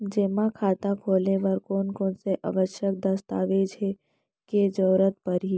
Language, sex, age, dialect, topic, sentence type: Chhattisgarhi, female, 18-24, Central, banking, question